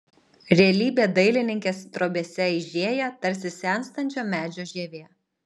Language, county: Lithuanian, Alytus